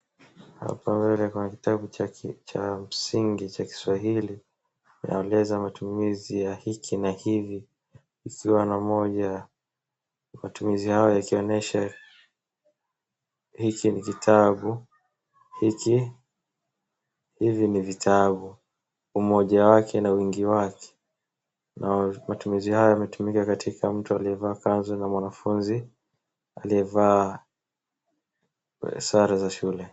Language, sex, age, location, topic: Swahili, male, 18-24, Wajir, education